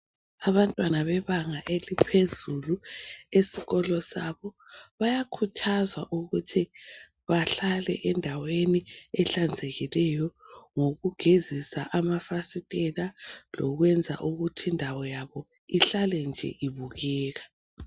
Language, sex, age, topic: North Ndebele, female, 36-49, education